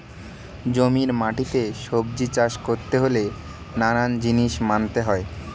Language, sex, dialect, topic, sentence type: Bengali, male, Standard Colloquial, agriculture, statement